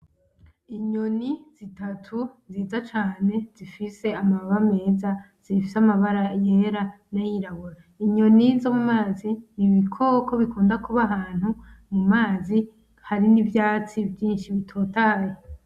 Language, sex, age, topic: Rundi, female, 25-35, agriculture